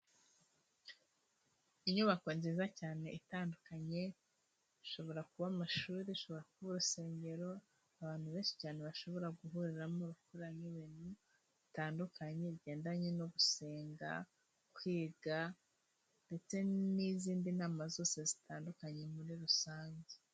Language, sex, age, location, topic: Kinyarwanda, female, 25-35, Musanze, government